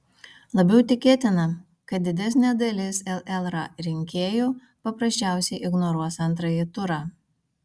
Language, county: Lithuanian, Vilnius